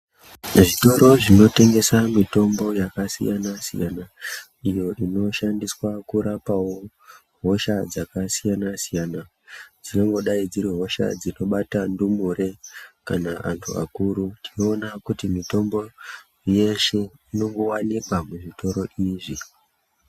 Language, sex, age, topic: Ndau, female, 50+, health